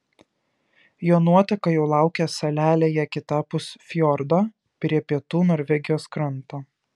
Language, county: Lithuanian, Kaunas